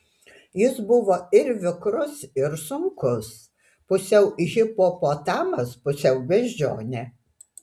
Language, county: Lithuanian, Utena